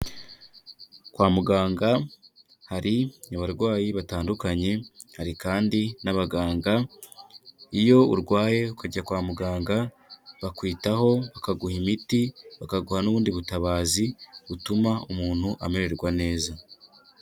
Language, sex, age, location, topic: Kinyarwanda, male, 25-35, Kigali, health